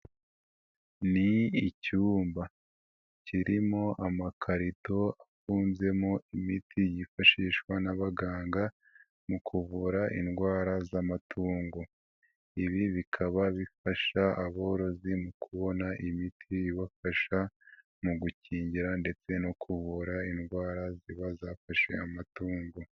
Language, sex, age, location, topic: Kinyarwanda, female, 18-24, Nyagatare, health